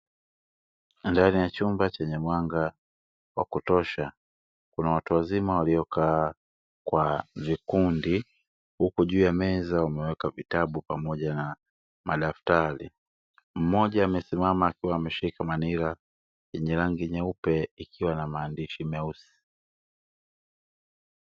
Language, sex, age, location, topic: Swahili, male, 18-24, Dar es Salaam, education